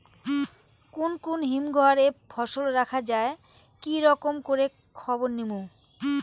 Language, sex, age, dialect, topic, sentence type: Bengali, female, 18-24, Rajbangshi, agriculture, question